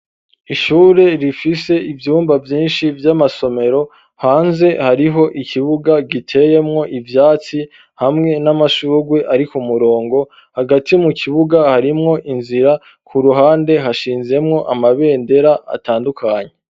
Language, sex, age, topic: Rundi, male, 25-35, education